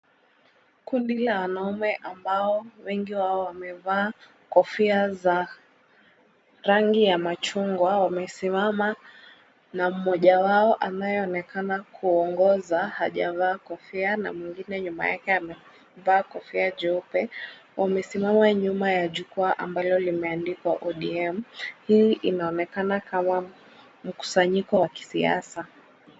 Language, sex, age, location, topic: Swahili, female, 18-24, Kisumu, government